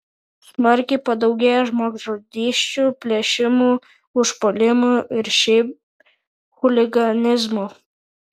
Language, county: Lithuanian, Kaunas